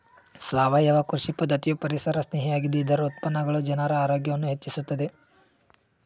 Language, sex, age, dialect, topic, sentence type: Kannada, male, 18-24, Mysore Kannada, agriculture, statement